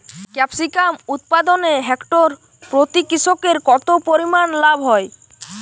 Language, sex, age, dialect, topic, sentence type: Bengali, male, <18, Jharkhandi, agriculture, question